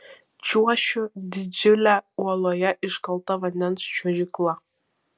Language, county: Lithuanian, Vilnius